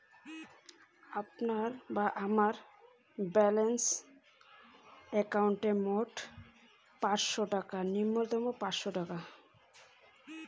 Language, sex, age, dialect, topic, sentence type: Bengali, female, 18-24, Rajbangshi, banking, statement